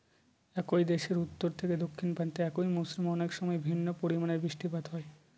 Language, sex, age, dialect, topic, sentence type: Bengali, male, 18-24, Northern/Varendri, agriculture, statement